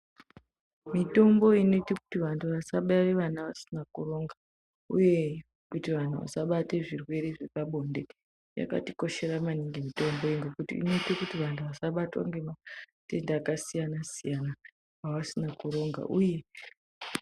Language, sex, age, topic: Ndau, female, 18-24, health